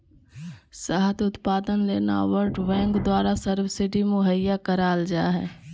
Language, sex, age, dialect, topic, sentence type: Magahi, female, 18-24, Southern, agriculture, statement